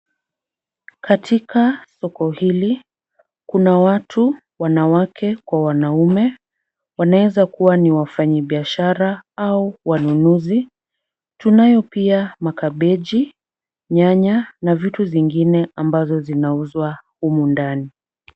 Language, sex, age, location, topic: Swahili, female, 50+, Kisumu, finance